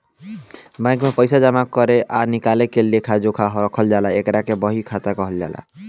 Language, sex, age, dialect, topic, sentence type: Bhojpuri, male, <18, Southern / Standard, banking, statement